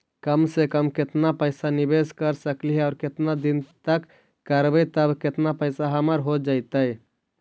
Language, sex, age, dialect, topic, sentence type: Magahi, male, 56-60, Central/Standard, banking, question